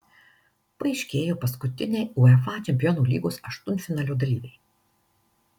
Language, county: Lithuanian, Marijampolė